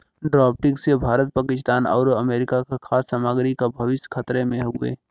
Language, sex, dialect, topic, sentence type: Bhojpuri, male, Western, agriculture, statement